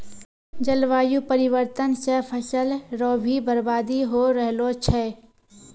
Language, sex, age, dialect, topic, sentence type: Maithili, female, 25-30, Angika, agriculture, statement